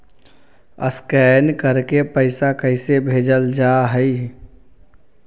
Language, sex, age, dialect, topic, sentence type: Magahi, male, 36-40, Central/Standard, banking, question